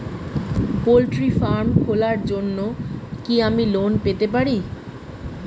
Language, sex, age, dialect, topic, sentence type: Bengali, female, 36-40, Rajbangshi, banking, question